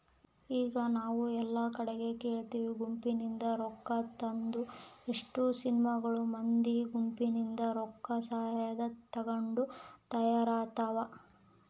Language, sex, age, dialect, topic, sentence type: Kannada, female, 25-30, Central, banking, statement